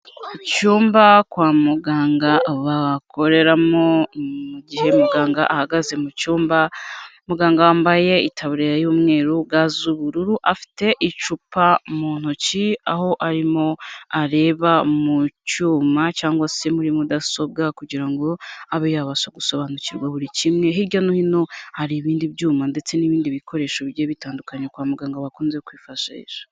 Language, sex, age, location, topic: Kinyarwanda, female, 25-35, Kigali, health